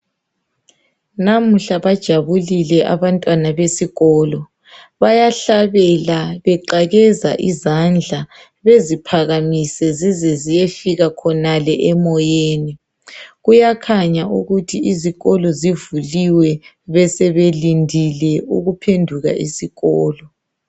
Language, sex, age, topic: North Ndebele, male, 36-49, education